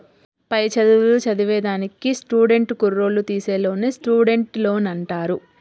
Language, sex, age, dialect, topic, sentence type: Telugu, female, 31-35, Southern, banking, statement